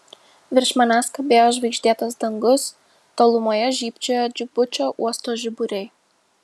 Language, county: Lithuanian, Vilnius